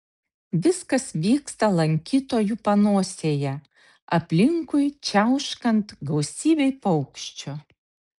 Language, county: Lithuanian, Šiauliai